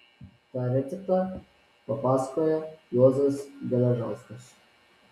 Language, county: Lithuanian, Vilnius